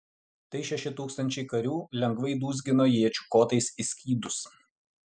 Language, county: Lithuanian, Utena